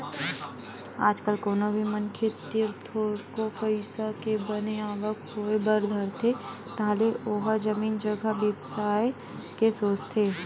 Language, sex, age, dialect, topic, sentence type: Chhattisgarhi, female, 18-24, Western/Budati/Khatahi, banking, statement